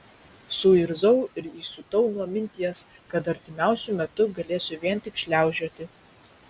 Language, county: Lithuanian, Vilnius